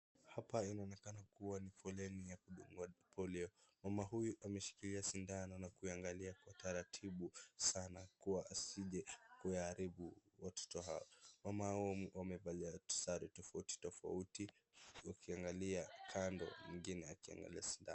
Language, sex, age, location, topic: Swahili, male, 25-35, Wajir, health